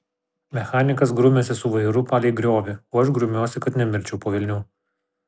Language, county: Lithuanian, Kaunas